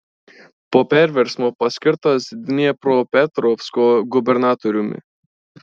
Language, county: Lithuanian, Marijampolė